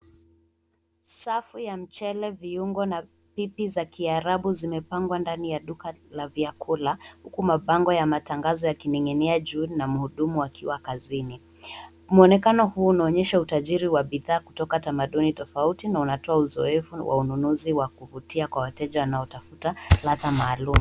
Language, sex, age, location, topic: Swahili, female, 18-24, Nairobi, finance